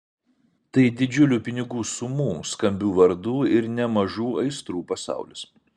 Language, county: Lithuanian, Vilnius